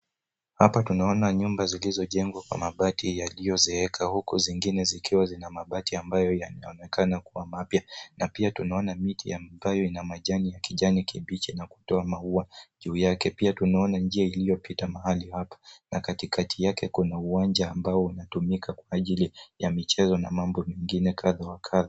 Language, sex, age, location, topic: Swahili, male, 18-24, Nairobi, government